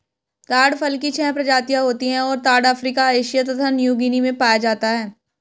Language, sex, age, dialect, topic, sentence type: Hindi, female, 18-24, Hindustani Malvi Khadi Boli, agriculture, statement